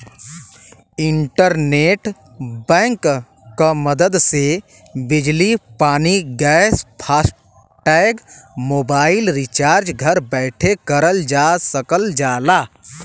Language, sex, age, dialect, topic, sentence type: Bhojpuri, male, 25-30, Western, banking, statement